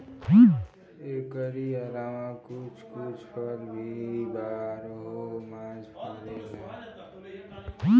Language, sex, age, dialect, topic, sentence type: Bhojpuri, male, 18-24, Northern, agriculture, statement